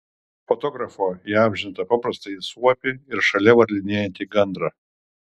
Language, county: Lithuanian, Kaunas